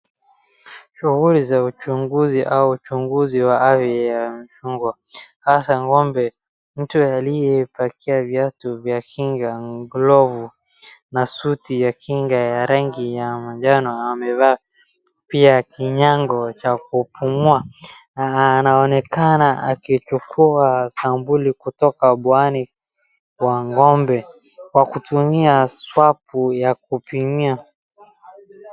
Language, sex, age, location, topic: Swahili, male, 36-49, Wajir, health